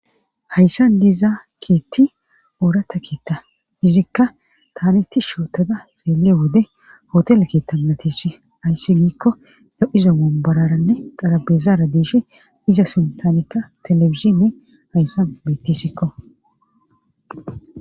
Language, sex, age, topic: Gamo, female, 18-24, government